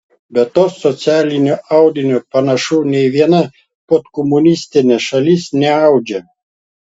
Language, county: Lithuanian, Klaipėda